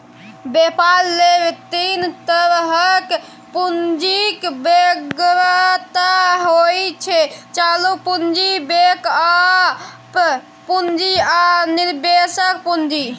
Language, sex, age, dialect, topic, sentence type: Maithili, male, 18-24, Bajjika, banking, statement